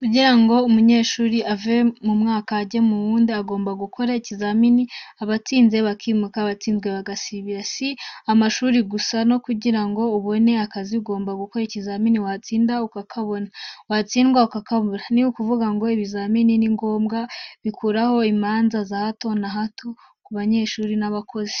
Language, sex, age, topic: Kinyarwanda, female, 18-24, education